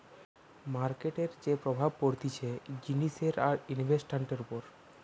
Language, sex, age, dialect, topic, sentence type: Bengali, female, 25-30, Western, banking, statement